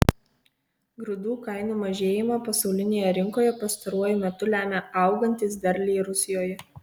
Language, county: Lithuanian, Kaunas